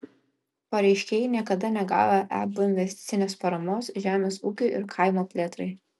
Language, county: Lithuanian, Kaunas